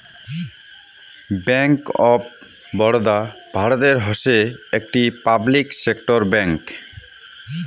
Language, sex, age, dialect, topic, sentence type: Bengali, male, 25-30, Rajbangshi, banking, statement